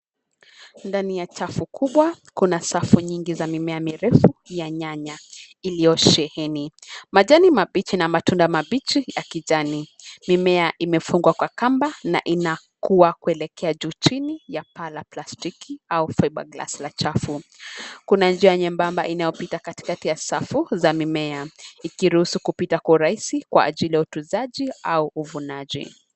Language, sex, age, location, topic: Swahili, female, 25-35, Nairobi, agriculture